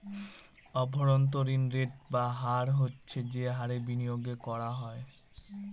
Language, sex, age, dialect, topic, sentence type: Bengali, male, 18-24, Northern/Varendri, banking, statement